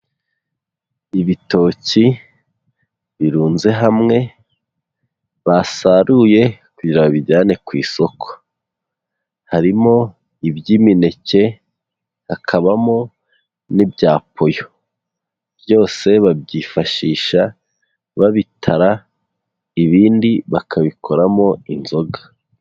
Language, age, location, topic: Kinyarwanda, 18-24, Huye, agriculture